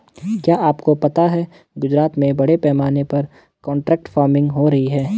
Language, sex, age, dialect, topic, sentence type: Hindi, male, 18-24, Garhwali, agriculture, statement